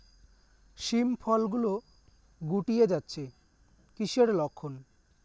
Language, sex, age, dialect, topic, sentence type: Bengali, male, <18, Rajbangshi, agriculture, question